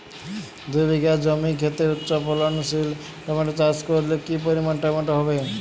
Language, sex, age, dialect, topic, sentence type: Bengali, male, 18-24, Jharkhandi, agriculture, question